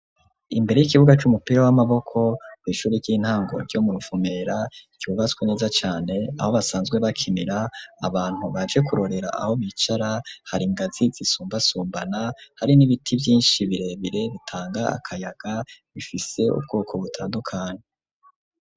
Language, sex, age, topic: Rundi, male, 25-35, education